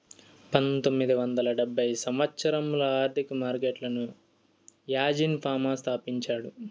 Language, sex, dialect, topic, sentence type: Telugu, male, Southern, banking, statement